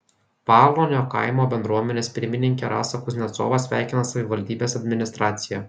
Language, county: Lithuanian, Kaunas